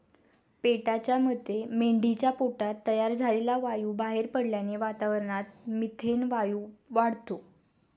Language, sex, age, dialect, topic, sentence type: Marathi, female, 18-24, Standard Marathi, agriculture, statement